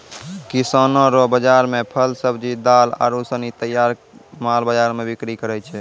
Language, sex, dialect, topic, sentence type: Maithili, male, Angika, agriculture, statement